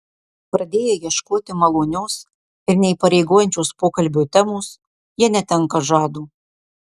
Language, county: Lithuanian, Marijampolė